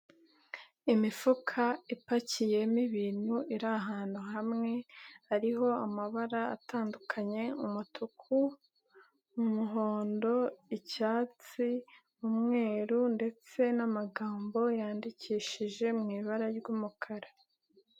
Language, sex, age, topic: Kinyarwanda, female, 18-24, agriculture